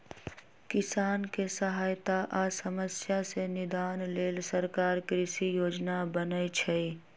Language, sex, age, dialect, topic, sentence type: Magahi, female, 18-24, Western, agriculture, statement